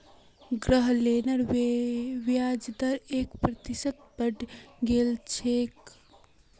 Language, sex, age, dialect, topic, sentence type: Magahi, female, 18-24, Northeastern/Surjapuri, banking, statement